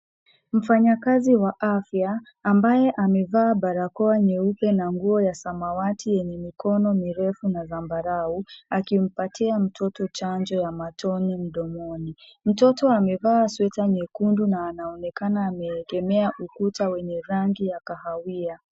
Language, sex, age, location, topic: Swahili, female, 18-24, Nairobi, health